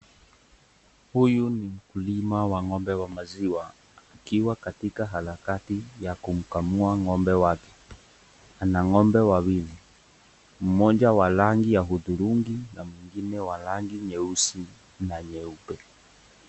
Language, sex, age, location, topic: Swahili, male, 18-24, Nakuru, agriculture